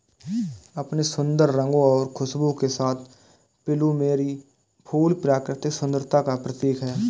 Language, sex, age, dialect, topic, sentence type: Hindi, male, 18-24, Awadhi Bundeli, agriculture, statement